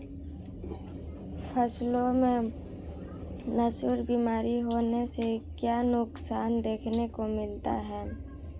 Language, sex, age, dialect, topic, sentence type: Hindi, female, 18-24, Marwari Dhudhari, agriculture, statement